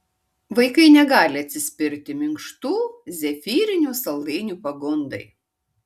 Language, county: Lithuanian, Kaunas